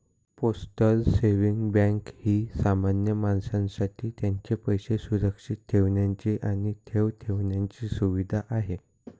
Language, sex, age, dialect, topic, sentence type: Marathi, male, 18-24, Northern Konkan, banking, statement